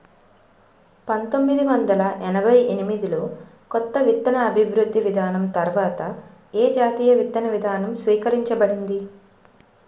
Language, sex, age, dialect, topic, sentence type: Telugu, female, 36-40, Utterandhra, agriculture, question